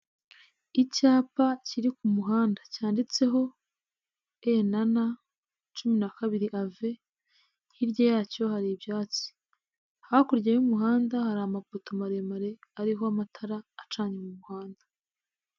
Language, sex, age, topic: Kinyarwanda, female, 18-24, government